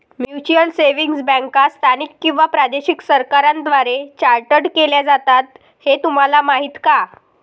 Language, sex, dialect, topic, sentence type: Marathi, female, Varhadi, banking, statement